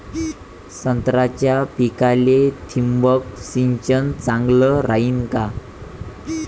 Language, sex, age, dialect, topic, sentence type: Marathi, male, 18-24, Varhadi, agriculture, question